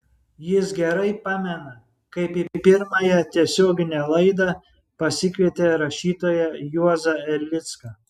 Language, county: Lithuanian, Šiauliai